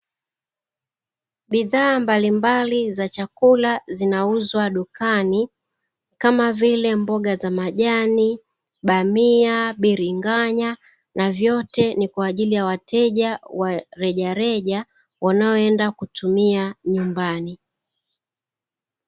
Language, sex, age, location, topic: Swahili, female, 36-49, Dar es Salaam, finance